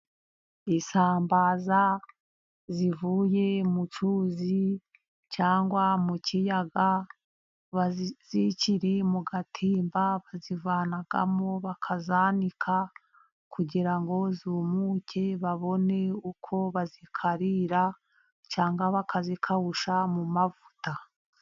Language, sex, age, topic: Kinyarwanda, female, 50+, agriculture